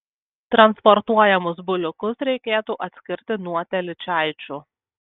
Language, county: Lithuanian, Kaunas